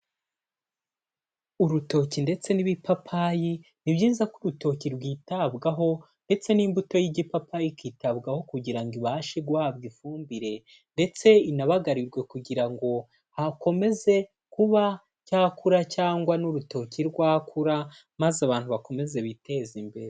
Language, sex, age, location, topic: Kinyarwanda, male, 18-24, Kigali, agriculture